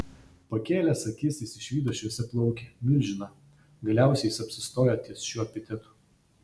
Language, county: Lithuanian, Vilnius